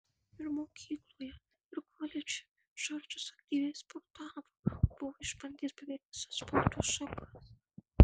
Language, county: Lithuanian, Marijampolė